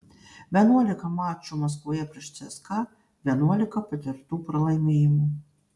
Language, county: Lithuanian, Panevėžys